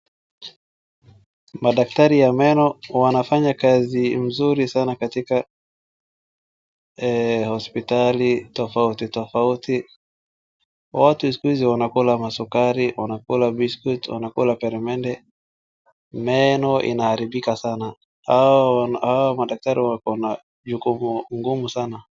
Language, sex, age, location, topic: Swahili, male, 18-24, Wajir, health